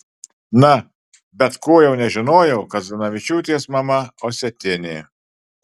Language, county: Lithuanian, Marijampolė